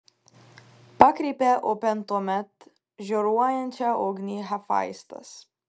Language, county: Lithuanian, Kaunas